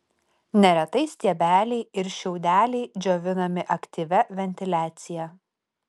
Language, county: Lithuanian, Utena